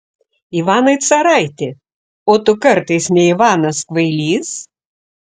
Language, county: Lithuanian, Šiauliai